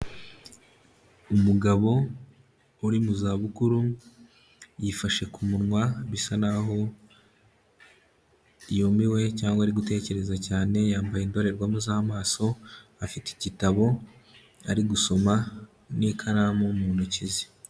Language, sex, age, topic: Kinyarwanda, male, 25-35, health